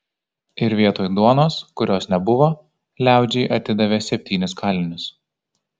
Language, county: Lithuanian, Kaunas